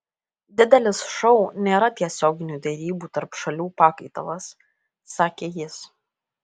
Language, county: Lithuanian, Kaunas